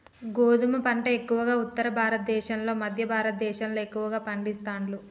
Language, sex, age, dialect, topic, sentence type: Telugu, female, 36-40, Telangana, agriculture, statement